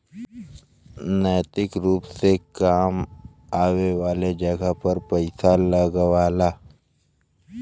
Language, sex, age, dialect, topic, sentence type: Bhojpuri, male, 18-24, Western, banking, statement